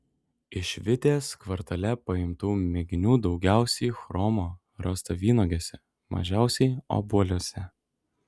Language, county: Lithuanian, Šiauliai